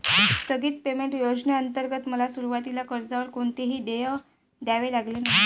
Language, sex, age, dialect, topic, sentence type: Marathi, female, 25-30, Varhadi, banking, statement